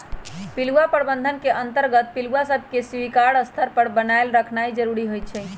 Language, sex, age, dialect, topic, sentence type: Magahi, female, 31-35, Western, agriculture, statement